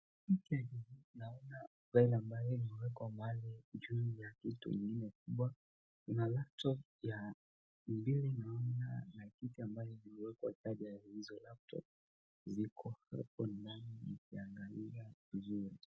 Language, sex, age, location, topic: Swahili, male, 36-49, Wajir, education